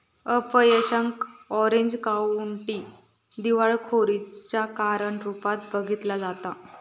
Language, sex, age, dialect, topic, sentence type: Marathi, female, 25-30, Southern Konkan, banking, statement